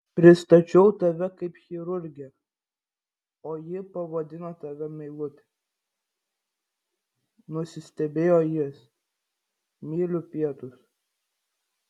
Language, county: Lithuanian, Vilnius